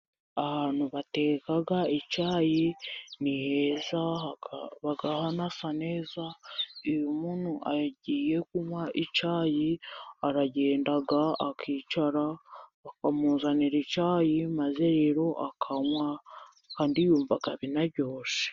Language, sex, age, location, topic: Kinyarwanda, female, 18-24, Musanze, finance